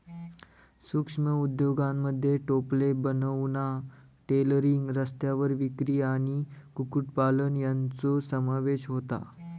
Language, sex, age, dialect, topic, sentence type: Marathi, male, 46-50, Southern Konkan, banking, statement